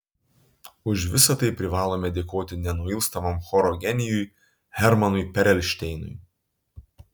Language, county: Lithuanian, Utena